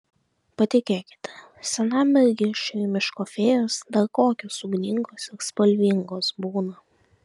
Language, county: Lithuanian, Vilnius